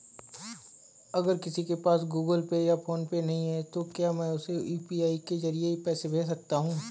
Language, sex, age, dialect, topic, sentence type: Hindi, male, 25-30, Marwari Dhudhari, banking, question